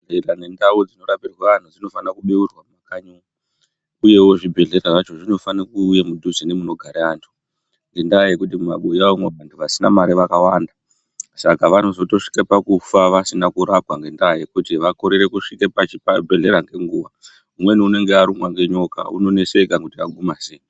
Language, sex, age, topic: Ndau, female, 36-49, health